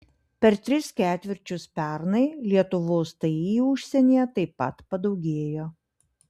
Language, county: Lithuanian, Panevėžys